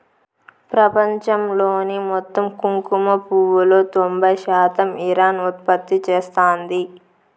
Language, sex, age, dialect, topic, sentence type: Telugu, female, 25-30, Southern, agriculture, statement